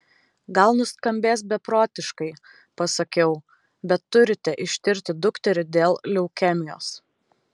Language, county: Lithuanian, Vilnius